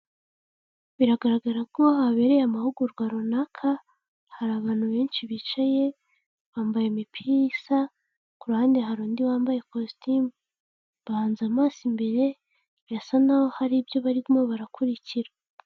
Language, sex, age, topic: Kinyarwanda, female, 18-24, health